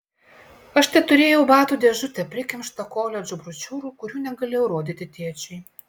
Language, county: Lithuanian, Klaipėda